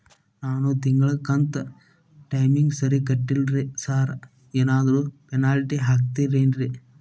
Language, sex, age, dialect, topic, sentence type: Kannada, male, 18-24, Dharwad Kannada, banking, question